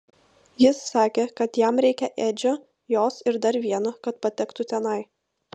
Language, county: Lithuanian, Vilnius